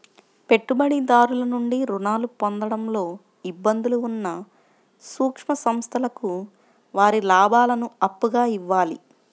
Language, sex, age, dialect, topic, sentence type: Telugu, male, 25-30, Central/Coastal, banking, statement